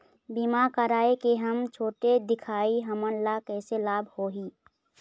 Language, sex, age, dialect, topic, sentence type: Chhattisgarhi, female, 25-30, Eastern, agriculture, question